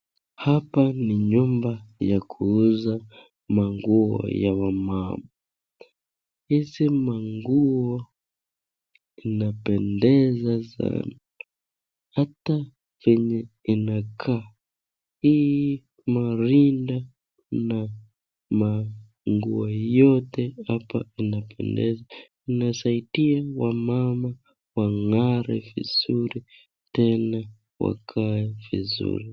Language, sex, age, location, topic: Swahili, male, 25-35, Nakuru, finance